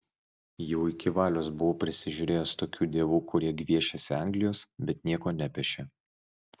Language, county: Lithuanian, Vilnius